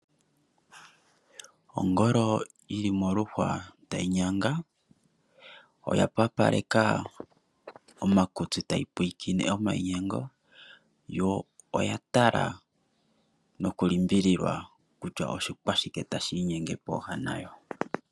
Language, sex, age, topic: Oshiwambo, male, 25-35, agriculture